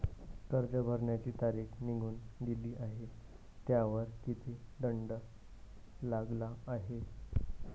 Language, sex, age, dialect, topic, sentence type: Marathi, male, 18-24, Standard Marathi, banking, question